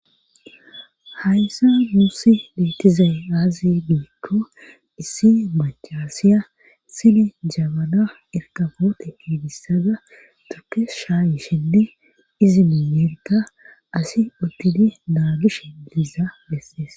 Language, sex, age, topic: Gamo, female, 18-24, government